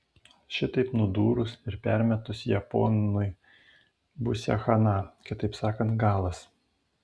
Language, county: Lithuanian, Panevėžys